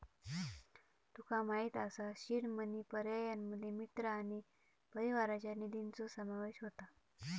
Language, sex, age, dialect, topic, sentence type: Marathi, male, 31-35, Southern Konkan, banking, statement